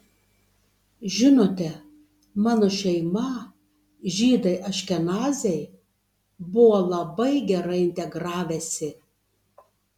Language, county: Lithuanian, Tauragė